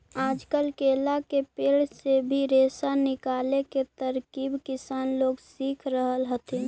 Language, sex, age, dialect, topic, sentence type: Magahi, female, 18-24, Central/Standard, agriculture, statement